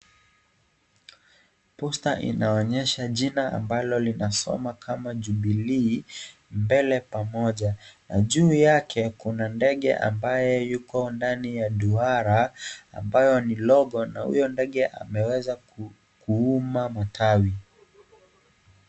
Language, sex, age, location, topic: Swahili, male, 18-24, Kisii, government